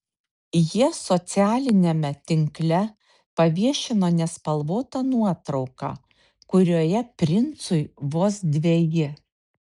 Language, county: Lithuanian, Šiauliai